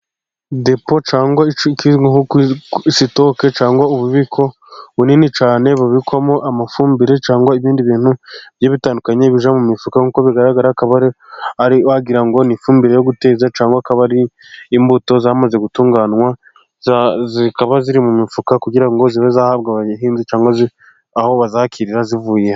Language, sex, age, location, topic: Kinyarwanda, male, 25-35, Gakenke, agriculture